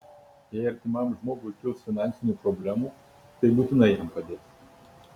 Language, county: Lithuanian, Kaunas